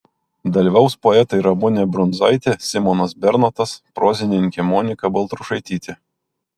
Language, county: Lithuanian, Kaunas